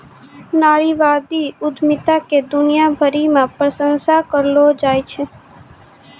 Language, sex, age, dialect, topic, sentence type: Maithili, female, 18-24, Angika, banking, statement